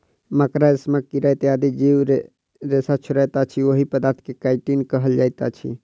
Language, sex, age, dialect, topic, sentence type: Maithili, male, 46-50, Southern/Standard, agriculture, statement